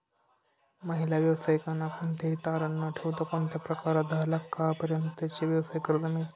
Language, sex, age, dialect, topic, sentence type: Marathi, male, 18-24, Standard Marathi, banking, question